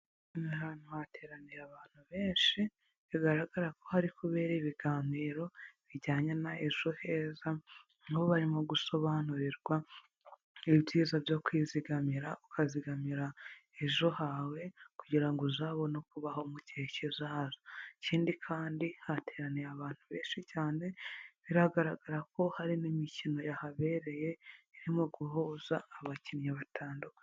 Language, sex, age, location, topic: Kinyarwanda, female, 18-24, Huye, finance